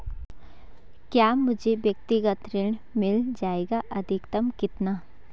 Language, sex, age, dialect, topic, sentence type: Hindi, female, 18-24, Garhwali, banking, question